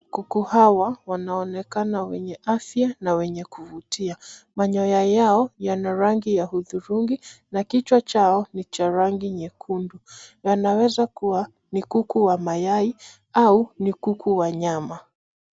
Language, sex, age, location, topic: Swahili, female, 25-35, Nairobi, agriculture